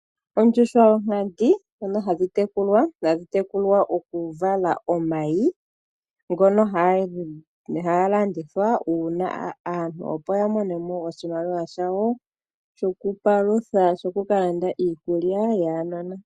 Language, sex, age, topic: Oshiwambo, female, 25-35, agriculture